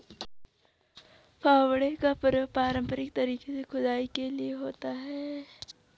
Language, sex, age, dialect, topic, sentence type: Hindi, female, 18-24, Garhwali, agriculture, statement